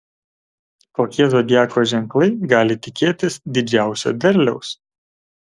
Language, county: Lithuanian, Kaunas